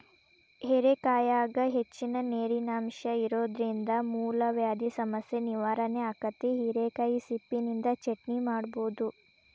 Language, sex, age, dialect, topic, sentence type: Kannada, female, 18-24, Dharwad Kannada, agriculture, statement